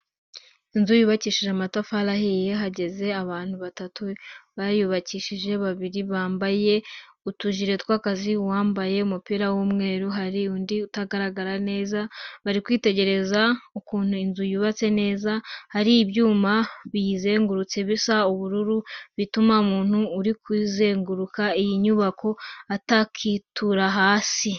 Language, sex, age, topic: Kinyarwanda, female, 18-24, education